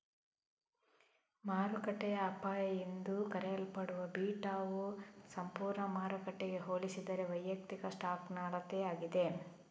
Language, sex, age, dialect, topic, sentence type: Kannada, female, 18-24, Coastal/Dakshin, banking, statement